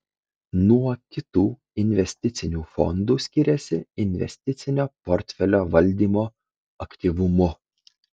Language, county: Lithuanian, Kaunas